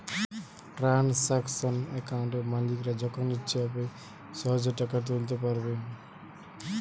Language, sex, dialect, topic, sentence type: Bengali, male, Western, banking, statement